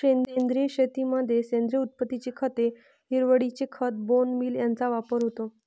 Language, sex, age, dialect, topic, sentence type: Marathi, female, 31-35, Varhadi, agriculture, statement